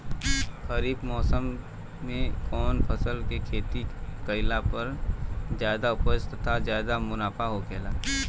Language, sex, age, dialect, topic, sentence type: Bhojpuri, male, 18-24, Southern / Standard, agriculture, question